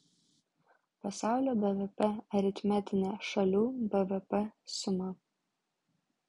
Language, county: Lithuanian, Vilnius